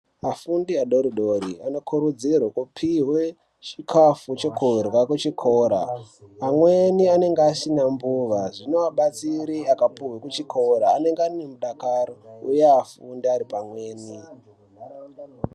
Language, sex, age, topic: Ndau, male, 18-24, health